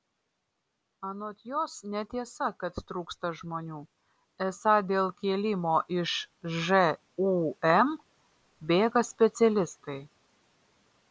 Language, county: Lithuanian, Vilnius